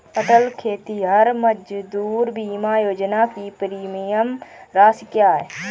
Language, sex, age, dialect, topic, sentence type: Hindi, female, 18-24, Awadhi Bundeli, banking, question